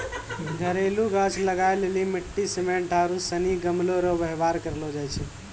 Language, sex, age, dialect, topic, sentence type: Maithili, male, 18-24, Angika, agriculture, statement